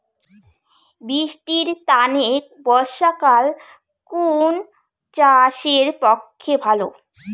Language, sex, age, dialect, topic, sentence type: Bengali, female, 25-30, Rajbangshi, agriculture, question